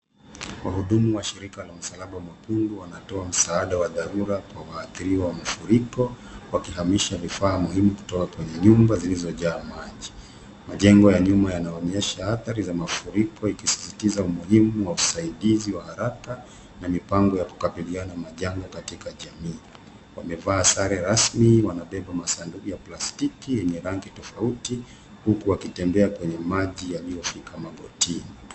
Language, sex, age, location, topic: Swahili, male, 36-49, Nairobi, health